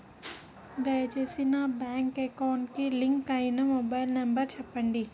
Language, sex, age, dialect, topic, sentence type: Telugu, female, 18-24, Utterandhra, banking, question